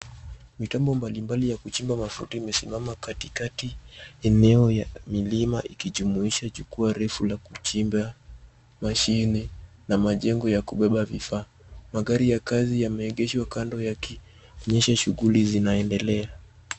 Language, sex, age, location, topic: Swahili, male, 18-24, Nairobi, government